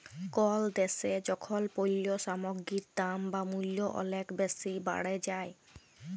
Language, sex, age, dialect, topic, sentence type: Bengali, female, 18-24, Jharkhandi, banking, statement